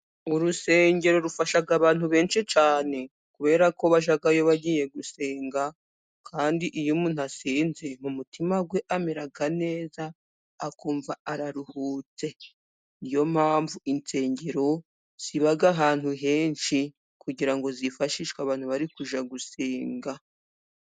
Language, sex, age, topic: Kinyarwanda, female, 25-35, government